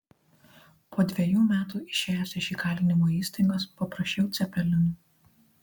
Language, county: Lithuanian, Marijampolė